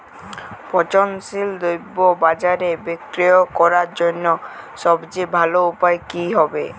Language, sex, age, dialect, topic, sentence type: Bengali, male, 18-24, Jharkhandi, agriculture, statement